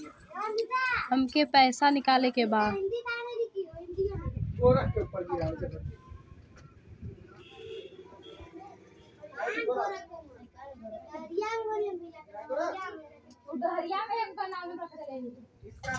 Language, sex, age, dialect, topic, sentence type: Bhojpuri, female, 18-24, Western, banking, question